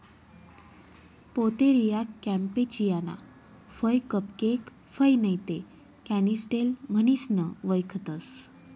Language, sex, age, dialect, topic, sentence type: Marathi, female, 25-30, Northern Konkan, agriculture, statement